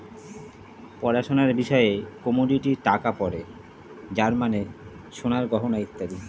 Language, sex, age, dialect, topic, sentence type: Bengali, male, 31-35, Standard Colloquial, banking, statement